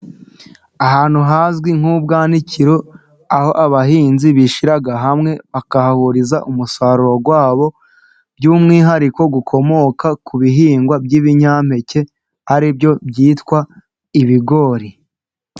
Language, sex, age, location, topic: Kinyarwanda, male, 18-24, Musanze, agriculture